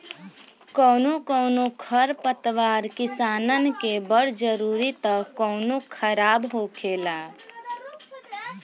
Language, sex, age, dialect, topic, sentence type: Bhojpuri, female, <18, Southern / Standard, agriculture, statement